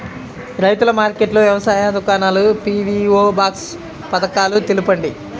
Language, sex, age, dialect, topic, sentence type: Telugu, male, 25-30, Central/Coastal, agriculture, question